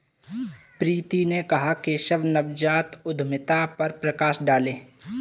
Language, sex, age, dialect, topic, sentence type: Hindi, male, 18-24, Kanauji Braj Bhasha, banking, statement